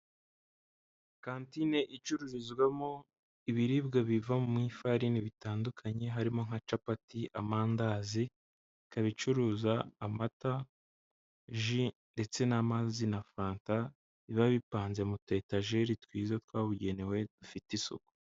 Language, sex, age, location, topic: Kinyarwanda, male, 18-24, Huye, finance